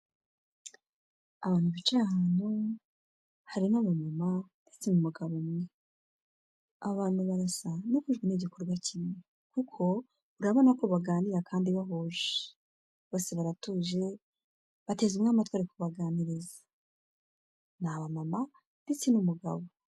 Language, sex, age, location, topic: Kinyarwanda, female, 25-35, Kigali, health